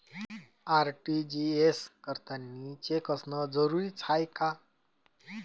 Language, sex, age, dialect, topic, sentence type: Marathi, male, 25-30, Varhadi, banking, question